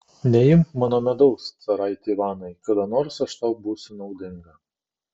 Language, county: Lithuanian, Kaunas